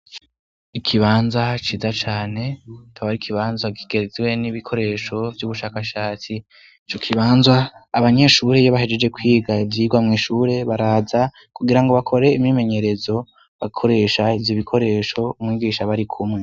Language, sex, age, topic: Rundi, female, 18-24, education